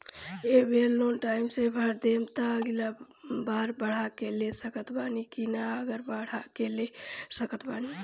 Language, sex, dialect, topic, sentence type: Bhojpuri, female, Southern / Standard, banking, question